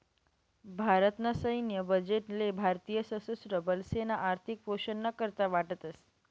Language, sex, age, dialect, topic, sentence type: Marathi, male, 18-24, Northern Konkan, banking, statement